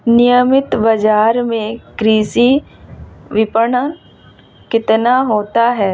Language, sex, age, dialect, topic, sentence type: Hindi, female, 31-35, Marwari Dhudhari, agriculture, question